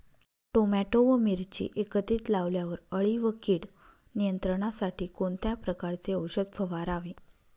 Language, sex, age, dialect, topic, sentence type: Marathi, female, 25-30, Northern Konkan, agriculture, question